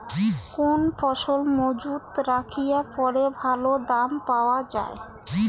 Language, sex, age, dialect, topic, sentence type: Bengali, female, 31-35, Rajbangshi, agriculture, question